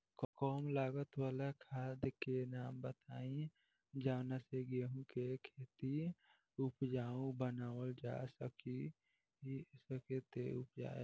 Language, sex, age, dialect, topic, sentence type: Bhojpuri, female, 18-24, Southern / Standard, agriculture, question